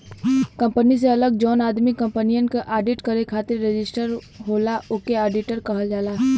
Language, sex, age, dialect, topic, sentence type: Bhojpuri, female, 18-24, Western, banking, statement